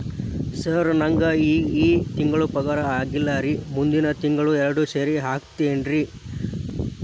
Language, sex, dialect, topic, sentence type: Kannada, male, Dharwad Kannada, banking, question